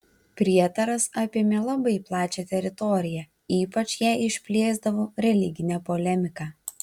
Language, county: Lithuanian, Vilnius